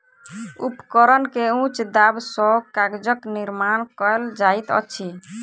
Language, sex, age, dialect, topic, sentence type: Maithili, female, 18-24, Southern/Standard, agriculture, statement